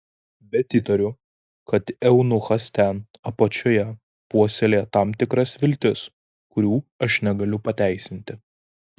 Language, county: Lithuanian, Vilnius